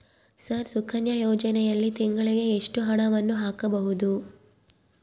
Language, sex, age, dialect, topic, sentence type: Kannada, female, 18-24, Central, banking, question